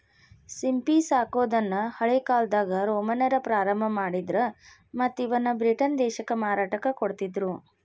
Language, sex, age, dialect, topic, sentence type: Kannada, female, 41-45, Dharwad Kannada, agriculture, statement